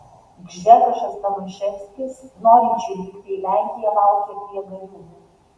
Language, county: Lithuanian, Vilnius